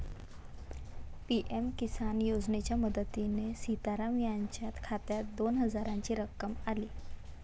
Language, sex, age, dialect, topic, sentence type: Marathi, female, 18-24, Varhadi, agriculture, statement